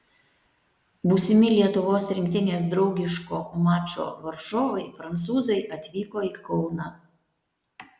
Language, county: Lithuanian, Tauragė